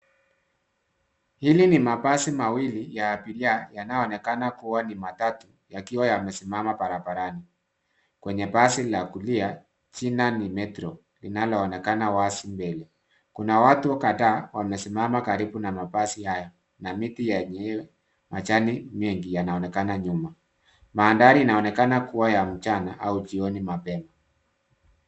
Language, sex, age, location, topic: Swahili, male, 50+, Nairobi, government